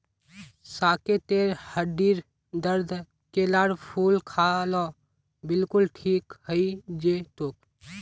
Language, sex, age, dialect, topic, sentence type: Magahi, male, 25-30, Northeastern/Surjapuri, agriculture, statement